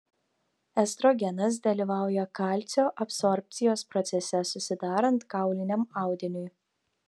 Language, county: Lithuanian, Telšiai